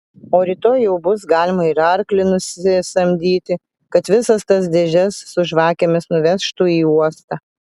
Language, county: Lithuanian, Vilnius